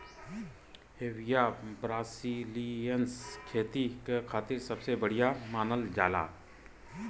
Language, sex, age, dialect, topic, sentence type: Bhojpuri, male, 36-40, Western, agriculture, statement